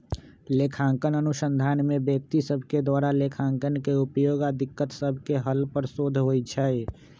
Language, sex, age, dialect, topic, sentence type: Magahi, male, 25-30, Western, banking, statement